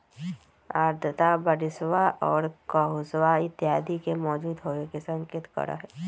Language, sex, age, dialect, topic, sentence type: Magahi, female, 18-24, Western, agriculture, statement